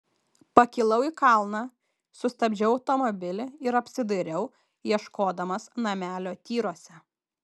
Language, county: Lithuanian, Kaunas